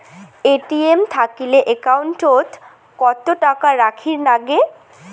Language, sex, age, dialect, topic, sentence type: Bengali, female, 18-24, Rajbangshi, banking, question